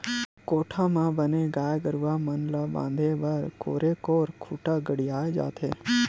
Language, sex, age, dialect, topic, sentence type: Chhattisgarhi, male, 25-30, Western/Budati/Khatahi, agriculture, statement